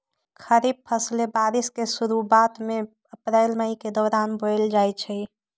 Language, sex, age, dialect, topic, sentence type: Magahi, female, 18-24, Western, agriculture, statement